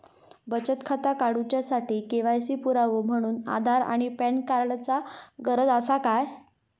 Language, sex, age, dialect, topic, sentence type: Marathi, female, 18-24, Southern Konkan, banking, statement